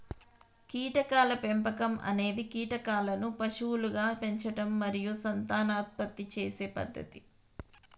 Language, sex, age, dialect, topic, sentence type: Telugu, female, 31-35, Telangana, agriculture, statement